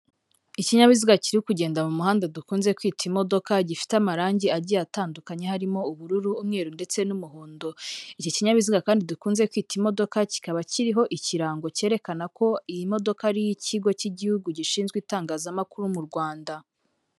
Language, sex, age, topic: Kinyarwanda, female, 18-24, government